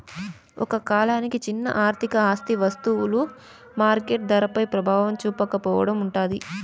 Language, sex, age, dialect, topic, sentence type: Telugu, female, 18-24, Southern, banking, statement